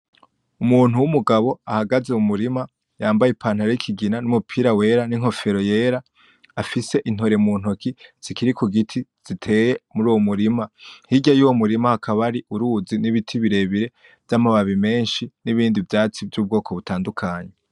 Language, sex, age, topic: Rundi, male, 18-24, agriculture